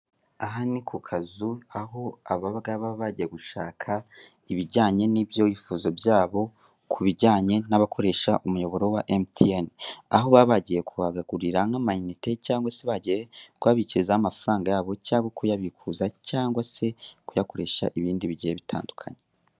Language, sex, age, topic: Kinyarwanda, male, 18-24, finance